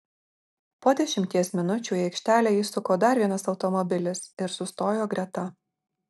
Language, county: Lithuanian, Marijampolė